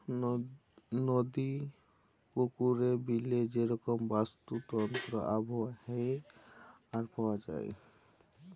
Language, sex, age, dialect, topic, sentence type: Bengali, male, 18-24, Jharkhandi, agriculture, statement